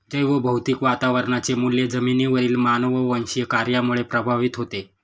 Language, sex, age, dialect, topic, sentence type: Marathi, male, 25-30, Northern Konkan, agriculture, statement